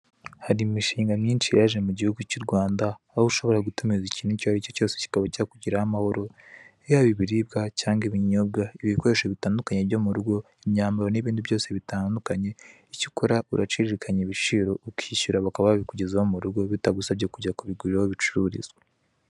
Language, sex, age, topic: Kinyarwanda, male, 18-24, finance